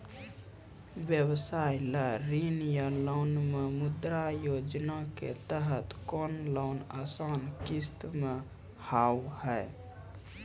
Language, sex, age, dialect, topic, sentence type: Maithili, male, 18-24, Angika, banking, question